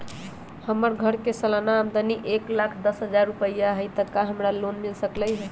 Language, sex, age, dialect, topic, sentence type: Magahi, male, 18-24, Western, banking, question